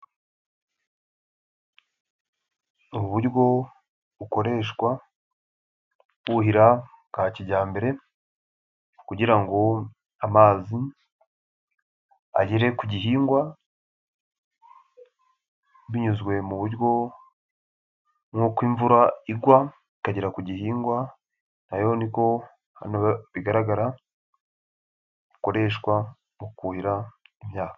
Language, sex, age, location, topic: Kinyarwanda, male, 18-24, Nyagatare, agriculture